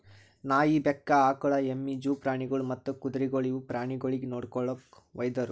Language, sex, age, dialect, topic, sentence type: Kannada, male, 18-24, Northeastern, agriculture, statement